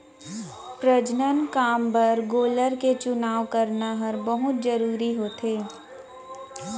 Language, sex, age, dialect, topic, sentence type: Chhattisgarhi, female, 25-30, Central, agriculture, statement